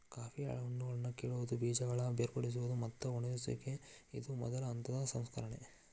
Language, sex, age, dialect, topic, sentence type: Kannada, male, 41-45, Dharwad Kannada, agriculture, statement